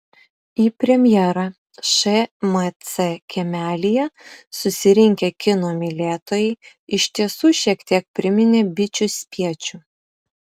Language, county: Lithuanian, Utena